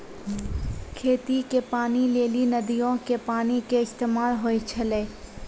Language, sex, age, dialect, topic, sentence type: Maithili, female, 25-30, Angika, agriculture, statement